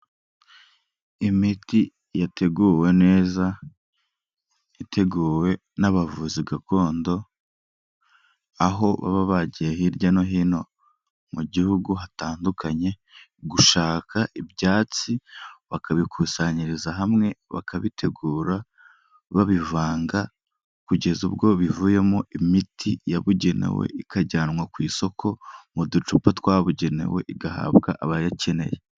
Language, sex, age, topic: Kinyarwanda, male, 18-24, health